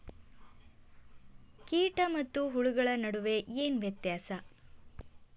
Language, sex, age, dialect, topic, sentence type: Kannada, female, 25-30, Dharwad Kannada, agriculture, question